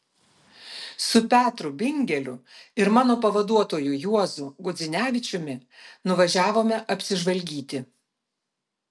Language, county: Lithuanian, Vilnius